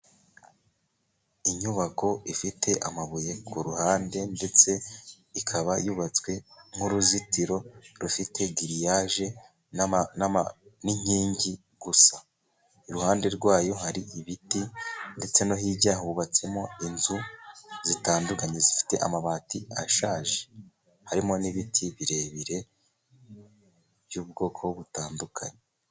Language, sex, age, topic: Kinyarwanda, male, 18-24, government